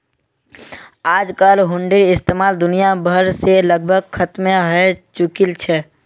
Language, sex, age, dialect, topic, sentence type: Magahi, male, 18-24, Northeastern/Surjapuri, banking, statement